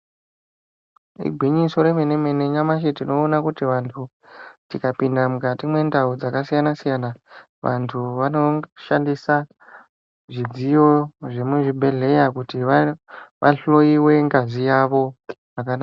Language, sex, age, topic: Ndau, male, 25-35, health